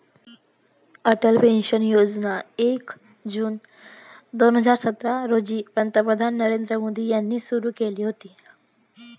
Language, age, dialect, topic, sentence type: Marathi, 25-30, Varhadi, banking, statement